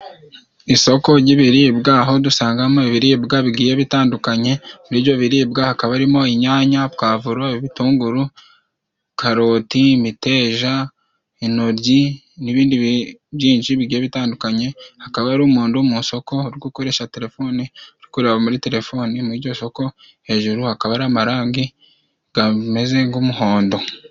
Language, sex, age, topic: Kinyarwanda, male, 25-35, agriculture